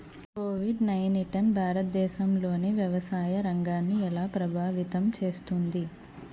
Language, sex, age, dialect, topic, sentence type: Telugu, female, 18-24, Utterandhra, agriculture, question